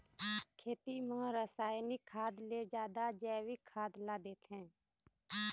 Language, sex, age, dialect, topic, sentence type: Chhattisgarhi, female, 56-60, Eastern, agriculture, statement